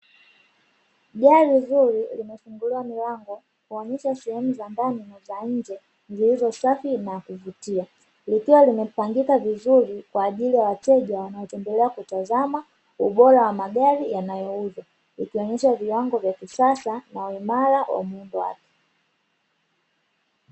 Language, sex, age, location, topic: Swahili, female, 25-35, Dar es Salaam, finance